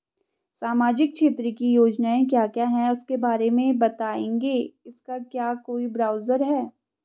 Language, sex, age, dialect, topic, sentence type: Hindi, female, 18-24, Garhwali, banking, question